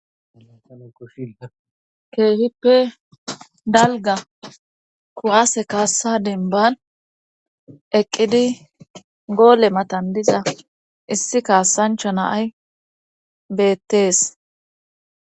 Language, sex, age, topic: Gamo, female, 25-35, government